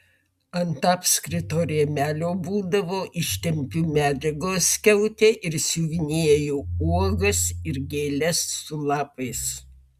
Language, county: Lithuanian, Vilnius